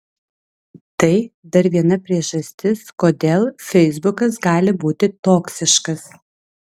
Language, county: Lithuanian, Vilnius